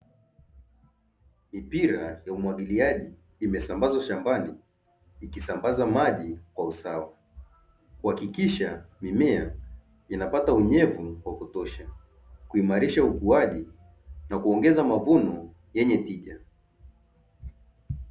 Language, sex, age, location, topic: Swahili, male, 25-35, Dar es Salaam, agriculture